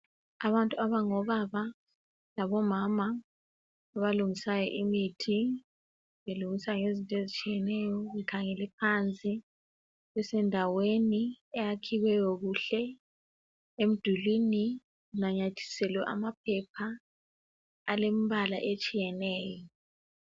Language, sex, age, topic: North Ndebele, female, 36-49, health